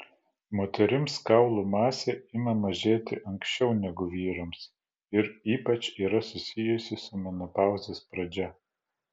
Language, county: Lithuanian, Vilnius